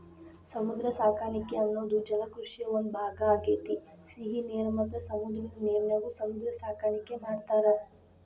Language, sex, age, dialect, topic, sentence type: Kannada, female, 25-30, Dharwad Kannada, agriculture, statement